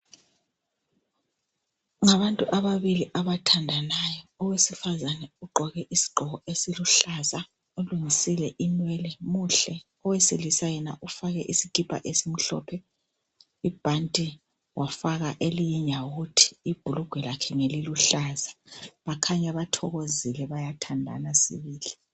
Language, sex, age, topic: North Ndebele, female, 36-49, health